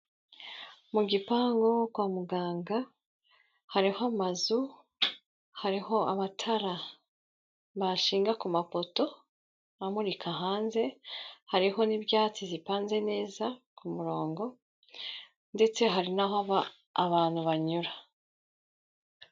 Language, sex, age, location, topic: Kinyarwanda, female, 36-49, Kigali, health